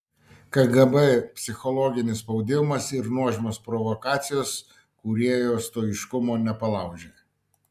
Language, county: Lithuanian, Šiauliai